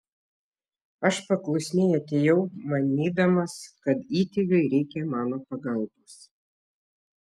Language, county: Lithuanian, Šiauliai